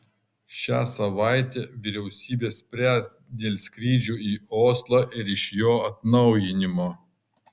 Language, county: Lithuanian, Kaunas